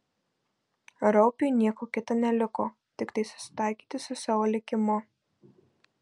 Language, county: Lithuanian, Marijampolė